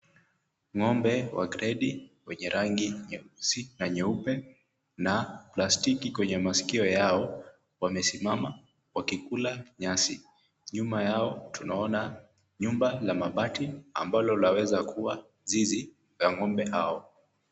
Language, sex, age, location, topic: Swahili, male, 18-24, Kisumu, agriculture